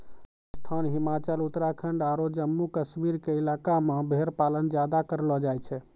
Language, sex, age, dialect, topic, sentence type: Maithili, male, 36-40, Angika, agriculture, statement